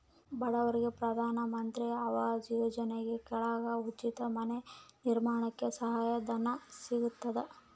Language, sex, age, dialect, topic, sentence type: Kannada, female, 25-30, Central, agriculture, statement